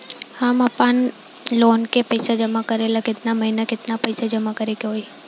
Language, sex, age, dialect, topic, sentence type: Bhojpuri, female, 18-24, Southern / Standard, banking, question